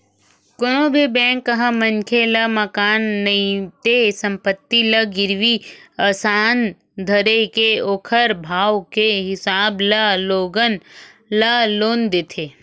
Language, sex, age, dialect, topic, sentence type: Chhattisgarhi, female, 36-40, Western/Budati/Khatahi, banking, statement